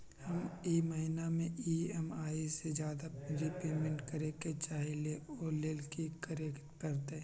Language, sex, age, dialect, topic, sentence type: Magahi, male, 25-30, Western, banking, question